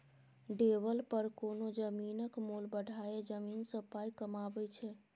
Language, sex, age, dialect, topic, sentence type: Maithili, female, 25-30, Bajjika, banking, statement